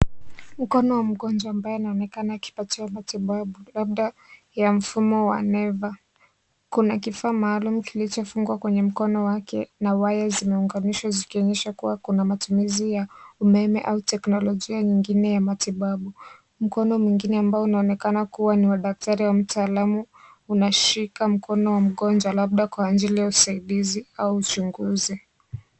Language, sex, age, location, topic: Swahili, female, 18-24, Kisii, health